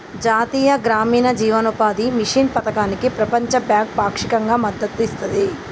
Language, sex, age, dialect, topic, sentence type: Telugu, male, 18-24, Telangana, banking, statement